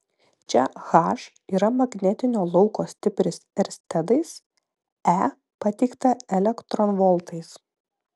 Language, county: Lithuanian, Vilnius